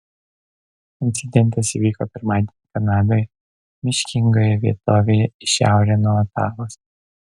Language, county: Lithuanian, Vilnius